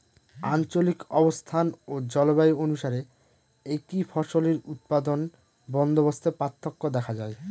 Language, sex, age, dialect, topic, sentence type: Bengali, male, 31-35, Northern/Varendri, agriculture, statement